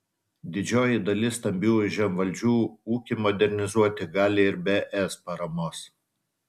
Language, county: Lithuanian, Utena